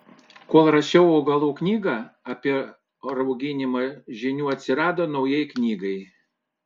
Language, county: Lithuanian, Panevėžys